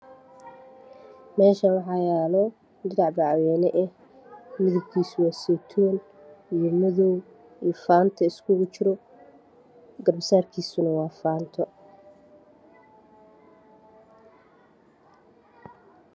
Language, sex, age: Somali, female, 25-35